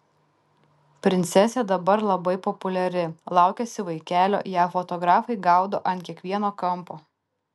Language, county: Lithuanian, Tauragė